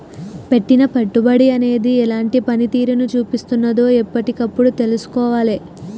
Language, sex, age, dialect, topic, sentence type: Telugu, female, 41-45, Telangana, banking, statement